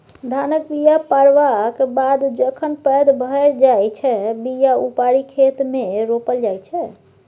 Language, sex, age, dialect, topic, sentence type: Maithili, female, 18-24, Bajjika, agriculture, statement